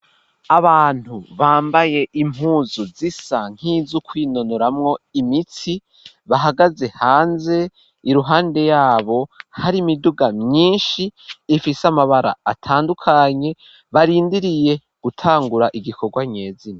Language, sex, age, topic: Rundi, male, 18-24, education